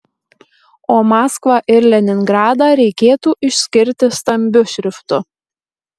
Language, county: Lithuanian, Marijampolė